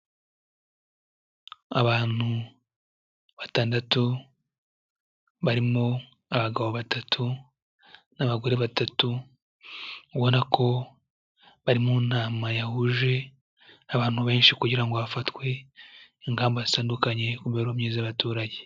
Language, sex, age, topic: Kinyarwanda, male, 18-24, health